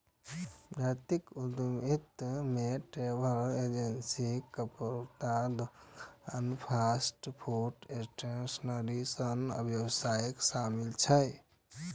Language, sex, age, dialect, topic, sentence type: Maithili, male, 25-30, Eastern / Thethi, banking, statement